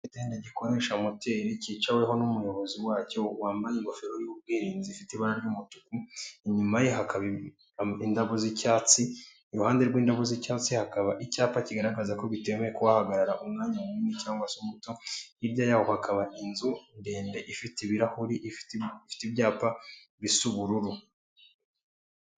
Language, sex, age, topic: Kinyarwanda, male, 18-24, government